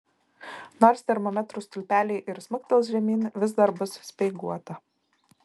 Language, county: Lithuanian, Vilnius